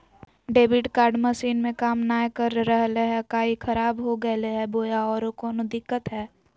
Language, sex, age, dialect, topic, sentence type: Magahi, female, 18-24, Southern, banking, question